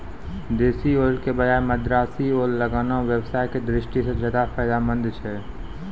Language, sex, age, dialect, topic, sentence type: Maithili, male, 18-24, Angika, agriculture, statement